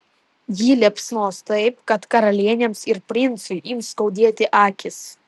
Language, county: Lithuanian, Alytus